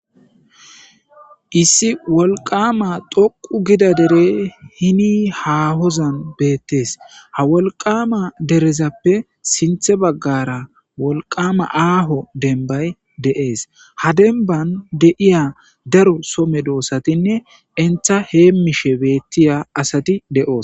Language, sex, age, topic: Gamo, male, 25-35, agriculture